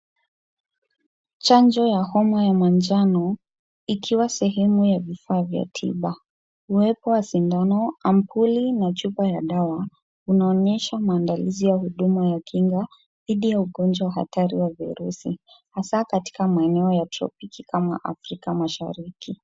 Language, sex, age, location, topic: Swahili, female, 36-49, Kisumu, health